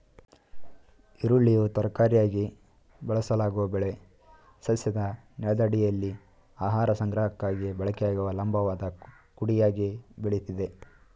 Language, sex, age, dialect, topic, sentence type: Kannada, male, 18-24, Mysore Kannada, agriculture, statement